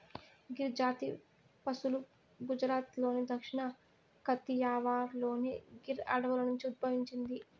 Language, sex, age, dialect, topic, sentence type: Telugu, female, 18-24, Southern, agriculture, statement